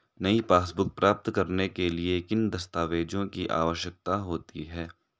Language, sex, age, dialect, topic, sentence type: Hindi, male, 18-24, Marwari Dhudhari, banking, question